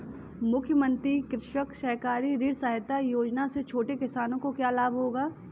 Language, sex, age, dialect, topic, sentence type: Hindi, female, 18-24, Kanauji Braj Bhasha, agriculture, question